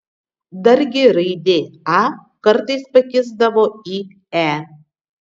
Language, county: Lithuanian, Vilnius